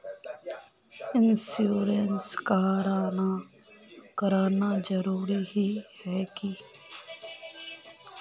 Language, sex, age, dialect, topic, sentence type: Magahi, female, 25-30, Northeastern/Surjapuri, banking, question